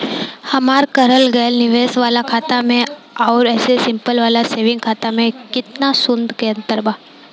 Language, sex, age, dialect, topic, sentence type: Bhojpuri, female, 18-24, Southern / Standard, banking, question